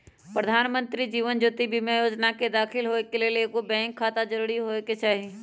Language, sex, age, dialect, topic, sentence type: Magahi, male, 25-30, Western, banking, statement